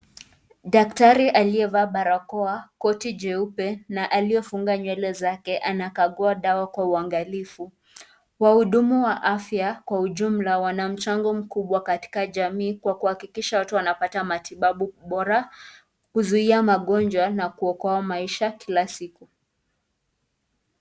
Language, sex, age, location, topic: Swahili, female, 25-35, Nakuru, health